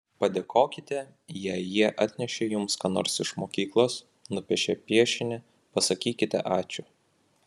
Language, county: Lithuanian, Vilnius